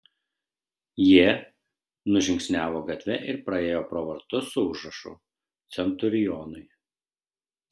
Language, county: Lithuanian, Šiauliai